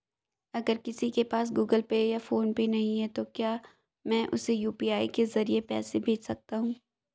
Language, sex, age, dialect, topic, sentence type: Hindi, female, 18-24, Marwari Dhudhari, banking, question